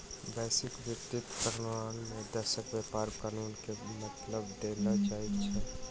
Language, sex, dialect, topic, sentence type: Maithili, male, Southern/Standard, banking, statement